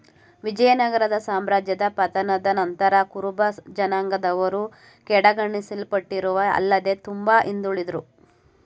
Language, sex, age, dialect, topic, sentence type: Kannada, male, 18-24, Mysore Kannada, agriculture, statement